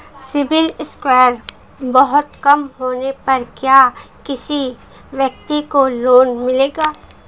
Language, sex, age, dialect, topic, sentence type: Hindi, female, 25-30, Marwari Dhudhari, banking, question